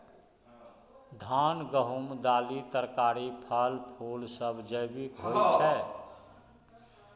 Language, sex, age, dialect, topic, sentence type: Maithili, male, 46-50, Bajjika, agriculture, statement